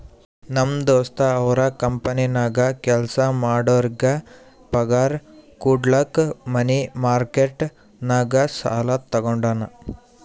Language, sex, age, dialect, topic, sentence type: Kannada, male, 18-24, Northeastern, banking, statement